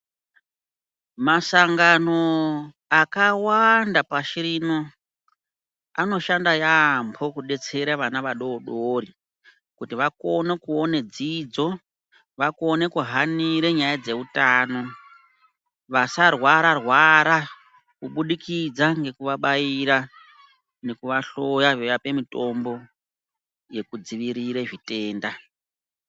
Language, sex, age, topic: Ndau, female, 50+, health